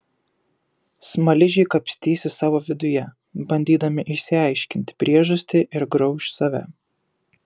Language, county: Lithuanian, Kaunas